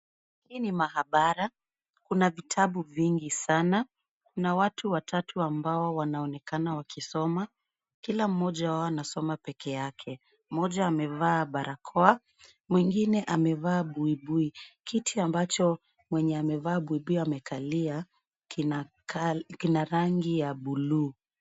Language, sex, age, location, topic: Swahili, female, 25-35, Nairobi, education